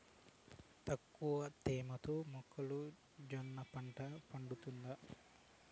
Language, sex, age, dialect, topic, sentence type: Telugu, male, 31-35, Southern, agriculture, question